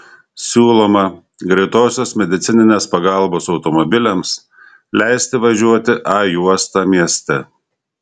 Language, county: Lithuanian, Šiauliai